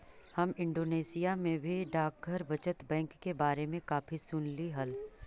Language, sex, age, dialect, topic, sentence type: Magahi, female, 36-40, Central/Standard, banking, statement